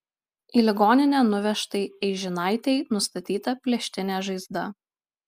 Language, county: Lithuanian, Marijampolė